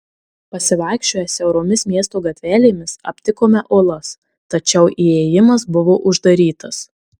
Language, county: Lithuanian, Marijampolė